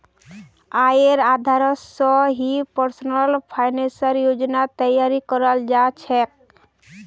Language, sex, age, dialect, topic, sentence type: Magahi, female, 18-24, Northeastern/Surjapuri, banking, statement